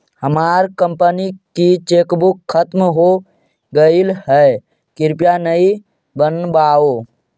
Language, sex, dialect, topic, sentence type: Magahi, male, Central/Standard, banking, statement